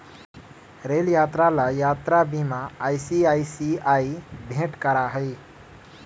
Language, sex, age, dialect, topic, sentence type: Magahi, male, 31-35, Western, banking, statement